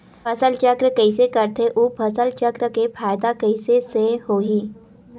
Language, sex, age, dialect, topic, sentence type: Chhattisgarhi, female, 18-24, Western/Budati/Khatahi, agriculture, question